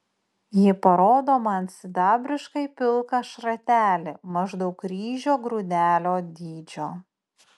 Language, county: Lithuanian, Panevėžys